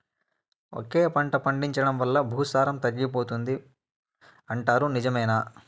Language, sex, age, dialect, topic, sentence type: Telugu, male, 18-24, Southern, agriculture, question